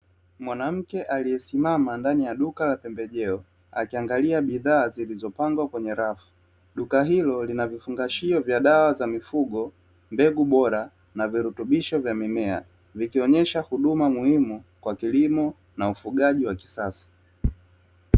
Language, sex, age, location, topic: Swahili, male, 25-35, Dar es Salaam, agriculture